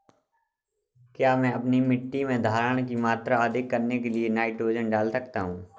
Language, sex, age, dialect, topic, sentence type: Hindi, male, 18-24, Awadhi Bundeli, agriculture, question